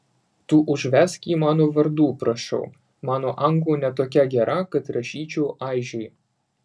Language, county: Lithuanian, Vilnius